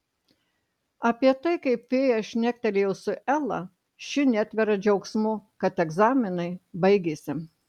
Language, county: Lithuanian, Marijampolė